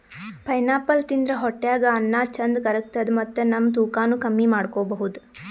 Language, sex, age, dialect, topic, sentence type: Kannada, female, 18-24, Northeastern, agriculture, statement